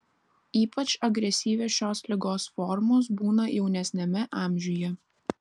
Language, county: Lithuanian, Vilnius